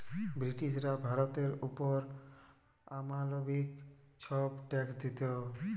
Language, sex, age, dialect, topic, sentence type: Bengali, male, 18-24, Jharkhandi, banking, statement